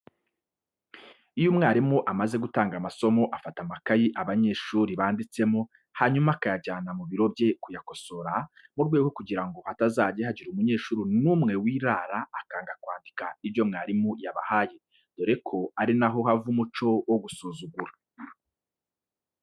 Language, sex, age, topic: Kinyarwanda, male, 25-35, education